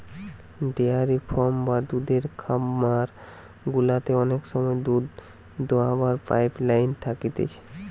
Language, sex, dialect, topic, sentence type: Bengali, male, Western, agriculture, statement